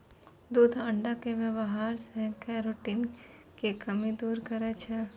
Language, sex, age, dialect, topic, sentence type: Maithili, female, 60-100, Angika, agriculture, statement